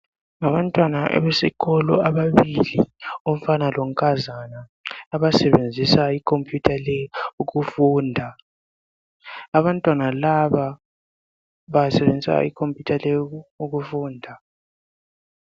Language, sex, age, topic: North Ndebele, male, 18-24, education